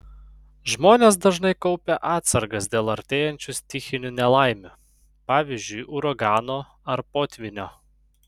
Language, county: Lithuanian, Panevėžys